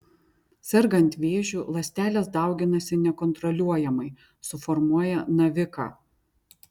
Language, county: Lithuanian, Vilnius